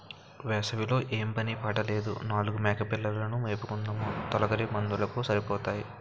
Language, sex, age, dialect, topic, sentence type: Telugu, male, 18-24, Utterandhra, agriculture, statement